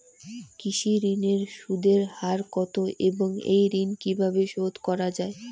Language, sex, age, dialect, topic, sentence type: Bengali, female, 18-24, Rajbangshi, agriculture, question